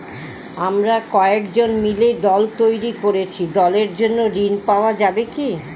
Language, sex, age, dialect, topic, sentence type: Bengali, female, 60-100, Northern/Varendri, banking, question